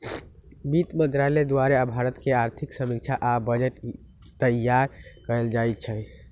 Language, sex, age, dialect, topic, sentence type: Magahi, male, 18-24, Western, banking, statement